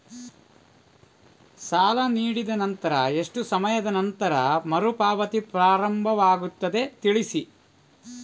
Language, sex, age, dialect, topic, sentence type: Kannada, male, 41-45, Coastal/Dakshin, banking, question